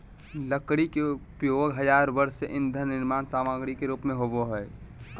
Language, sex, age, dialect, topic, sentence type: Magahi, male, 18-24, Southern, agriculture, statement